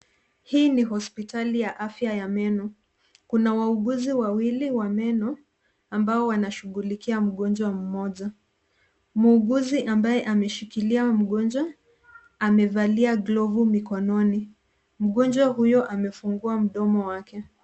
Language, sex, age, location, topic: Swahili, female, 50+, Nairobi, health